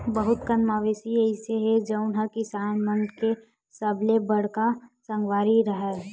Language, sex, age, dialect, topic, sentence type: Chhattisgarhi, female, 18-24, Western/Budati/Khatahi, agriculture, statement